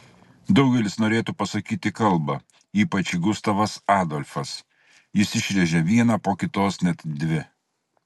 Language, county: Lithuanian, Klaipėda